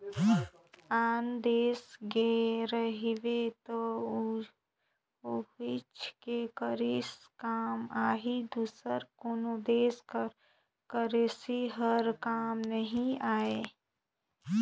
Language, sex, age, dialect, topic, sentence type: Chhattisgarhi, female, 25-30, Northern/Bhandar, banking, statement